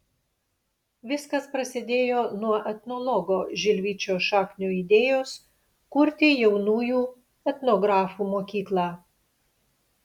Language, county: Lithuanian, Panevėžys